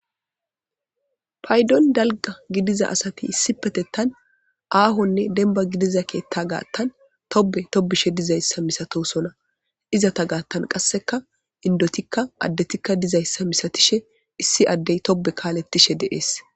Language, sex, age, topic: Gamo, male, 18-24, government